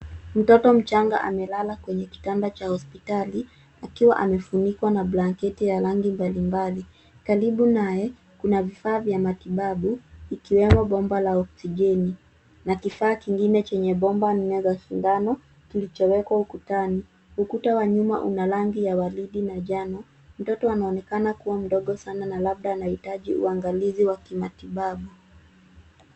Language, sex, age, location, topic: Swahili, female, 18-24, Nairobi, health